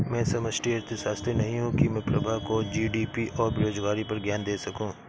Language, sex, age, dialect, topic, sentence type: Hindi, male, 56-60, Awadhi Bundeli, banking, statement